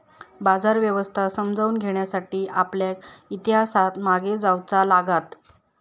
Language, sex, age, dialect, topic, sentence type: Marathi, female, 25-30, Southern Konkan, agriculture, statement